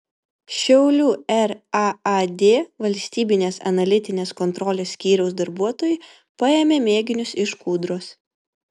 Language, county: Lithuanian, Vilnius